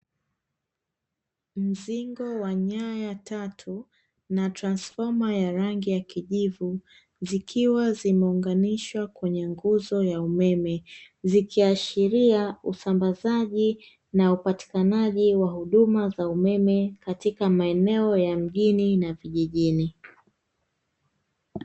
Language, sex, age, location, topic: Swahili, female, 25-35, Dar es Salaam, government